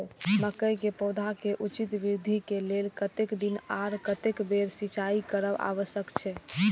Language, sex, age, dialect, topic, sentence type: Maithili, female, 18-24, Eastern / Thethi, agriculture, question